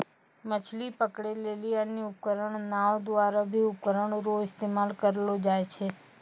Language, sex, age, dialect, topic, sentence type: Maithili, female, 25-30, Angika, agriculture, statement